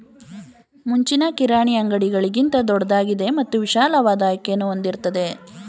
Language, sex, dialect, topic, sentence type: Kannada, female, Mysore Kannada, agriculture, statement